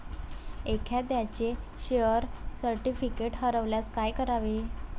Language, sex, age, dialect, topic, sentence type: Marathi, female, 18-24, Varhadi, banking, statement